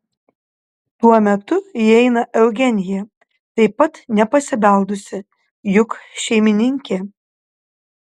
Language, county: Lithuanian, Panevėžys